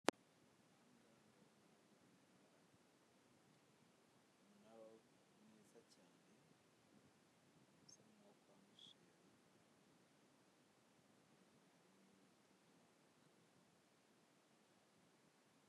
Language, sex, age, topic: Kinyarwanda, male, 18-24, government